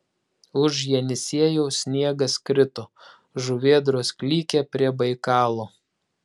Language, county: Lithuanian, Klaipėda